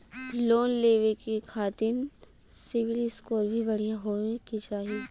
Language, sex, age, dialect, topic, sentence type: Bhojpuri, female, 25-30, Western, banking, question